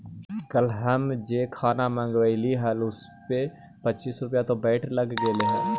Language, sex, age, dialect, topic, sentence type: Magahi, female, 18-24, Central/Standard, agriculture, statement